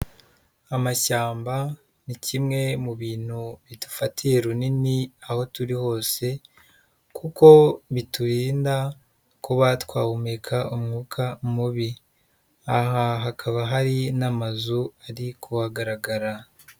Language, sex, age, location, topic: Kinyarwanda, male, 25-35, Huye, education